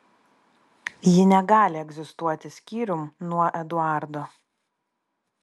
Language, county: Lithuanian, Vilnius